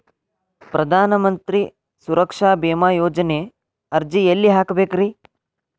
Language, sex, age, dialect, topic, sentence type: Kannada, male, 46-50, Dharwad Kannada, banking, question